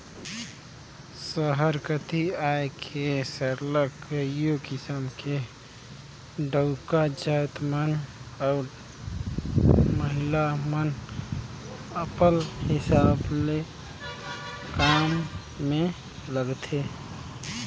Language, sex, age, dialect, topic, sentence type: Chhattisgarhi, male, 18-24, Northern/Bhandar, agriculture, statement